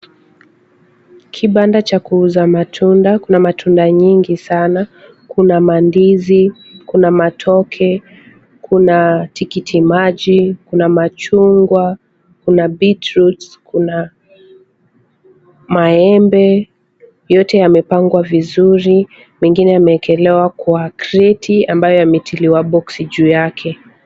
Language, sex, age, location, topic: Swahili, female, 18-24, Kisumu, finance